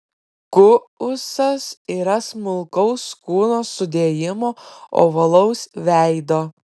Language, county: Lithuanian, Klaipėda